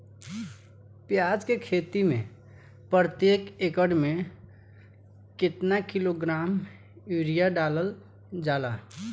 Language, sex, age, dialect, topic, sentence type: Bhojpuri, male, 18-24, Southern / Standard, agriculture, question